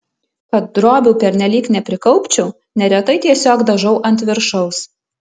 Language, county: Lithuanian, Alytus